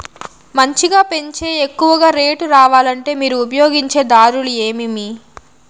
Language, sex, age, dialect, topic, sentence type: Telugu, female, 25-30, Southern, agriculture, question